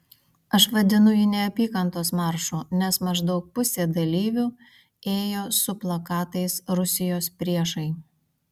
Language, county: Lithuanian, Vilnius